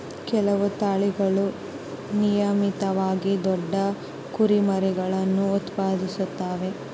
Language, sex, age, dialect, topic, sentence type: Kannada, female, 18-24, Central, agriculture, statement